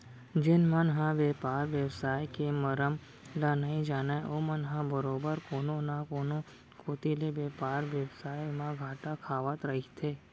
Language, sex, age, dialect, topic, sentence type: Chhattisgarhi, female, 18-24, Central, banking, statement